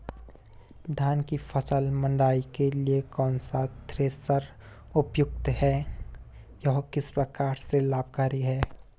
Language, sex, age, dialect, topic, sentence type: Hindi, male, 18-24, Garhwali, agriculture, question